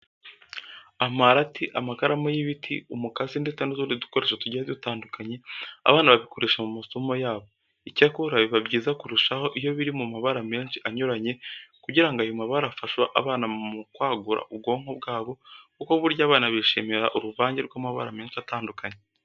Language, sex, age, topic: Kinyarwanda, male, 18-24, education